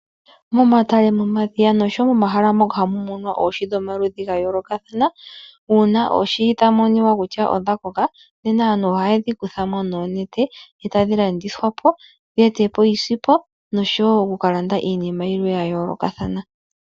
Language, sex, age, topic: Oshiwambo, female, 36-49, agriculture